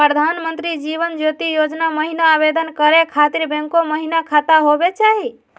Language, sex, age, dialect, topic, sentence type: Magahi, female, 18-24, Southern, banking, question